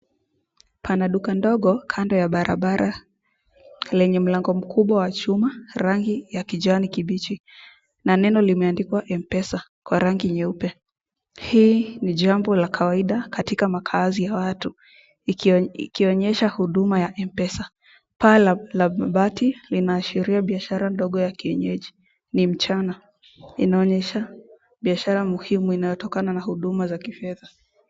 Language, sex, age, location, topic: Swahili, female, 18-24, Nakuru, finance